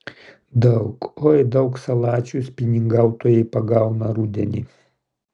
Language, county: Lithuanian, Kaunas